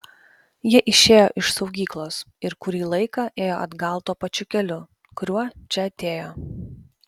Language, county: Lithuanian, Vilnius